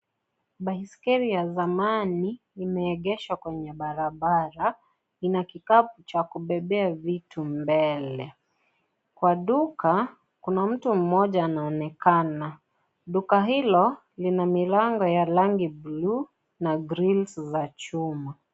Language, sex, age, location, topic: Swahili, female, 25-35, Kisii, finance